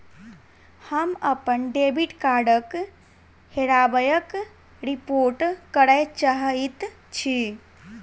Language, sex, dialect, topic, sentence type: Maithili, female, Southern/Standard, banking, statement